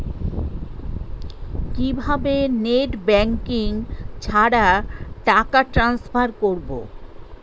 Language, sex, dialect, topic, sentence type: Bengali, female, Standard Colloquial, banking, question